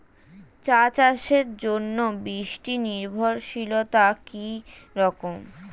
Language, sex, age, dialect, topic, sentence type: Bengali, female, 36-40, Standard Colloquial, agriculture, question